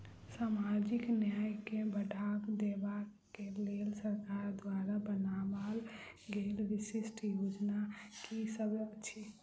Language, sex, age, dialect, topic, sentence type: Maithili, female, 18-24, Southern/Standard, banking, question